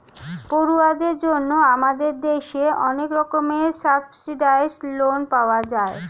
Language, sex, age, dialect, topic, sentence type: Bengali, female, <18, Standard Colloquial, banking, statement